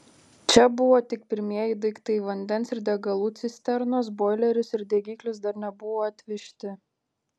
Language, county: Lithuanian, Panevėžys